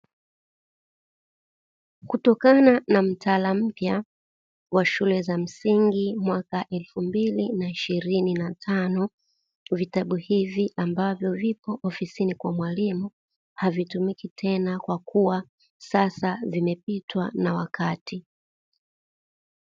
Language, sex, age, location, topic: Swahili, female, 36-49, Dar es Salaam, education